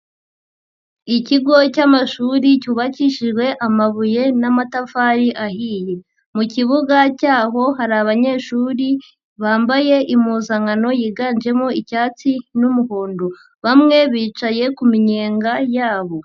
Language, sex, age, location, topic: Kinyarwanda, female, 50+, Nyagatare, education